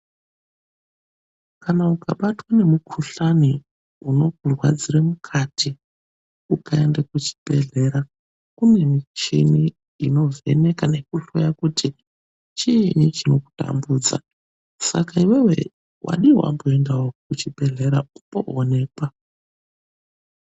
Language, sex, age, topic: Ndau, male, 25-35, health